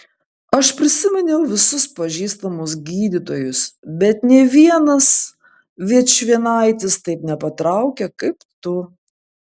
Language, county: Lithuanian, Kaunas